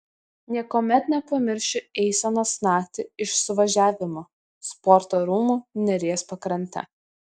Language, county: Lithuanian, Vilnius